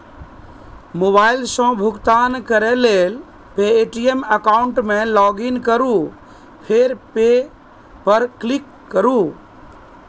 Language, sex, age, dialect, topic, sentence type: Maithili, male, 31-35, Eastern / Thethi, banking, statement